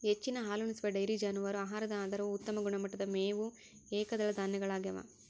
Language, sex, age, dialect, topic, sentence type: Kannada, female, 18-24, Central, agriculture, statement